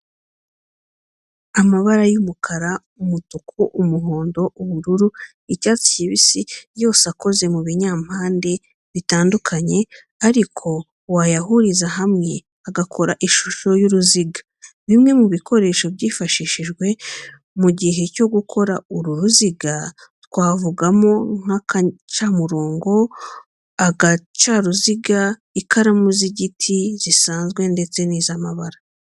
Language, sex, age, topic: Kinyarwanda, female, 36-49, education